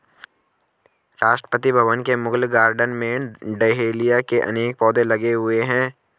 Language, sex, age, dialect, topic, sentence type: Hindi, male, 25-30, Garhwali, agriculture, statement